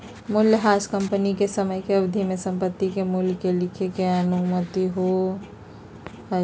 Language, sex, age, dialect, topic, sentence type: Magahi, female, 56-60, Southern, banking, statement